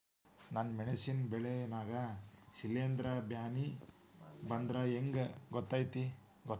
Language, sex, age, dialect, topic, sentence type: Kannada, female, 18-24, Dharwad Kannada, agriculture, question